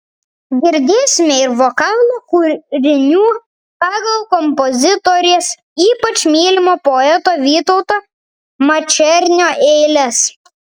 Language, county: Lithuanian, Vilnius